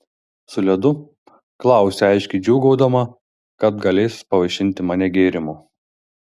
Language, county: Lithuanian, Šiauliai